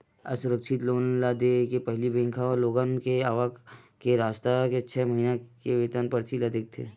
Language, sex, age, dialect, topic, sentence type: Chhattisgarhi, male, 60-100, Western/Budati/Khatahi, banking, statement